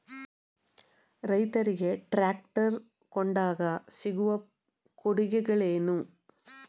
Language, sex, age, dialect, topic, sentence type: Kannada, female, 31-35, Mysore Kannada, agriculture, question